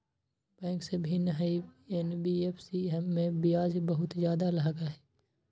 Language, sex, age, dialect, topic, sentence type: Magahi, male, 41-45, Western, banking, question